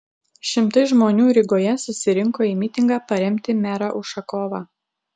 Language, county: Lithuanian, Utena